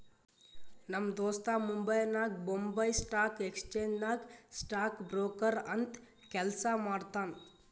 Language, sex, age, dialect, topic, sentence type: Kannada, male, 31-35, Northeastern, banking, statement